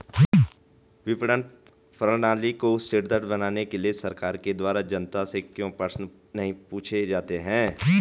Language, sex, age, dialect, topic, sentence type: Hindi, male, 18-24, Garhwali, agriculture, question